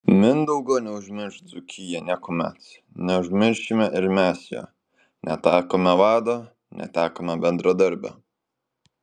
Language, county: Lithuanian, Kaunas